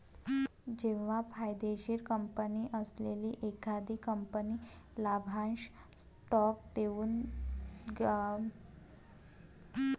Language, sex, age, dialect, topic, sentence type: Marathi, female, 18-24, Varhadi, banking, statement